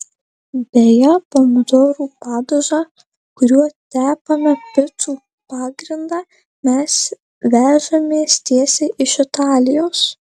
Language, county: Lithuanian, Marijampolė